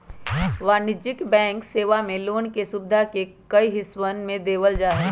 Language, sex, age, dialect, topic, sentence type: Magahi, female, 25-30, Western, banking, statement